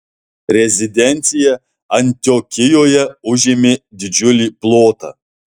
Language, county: Lithuanian, Alytus